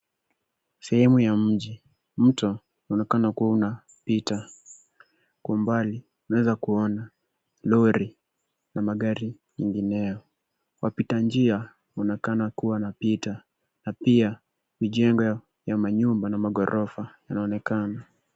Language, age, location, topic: Swahili, 18-24, Nairobi, government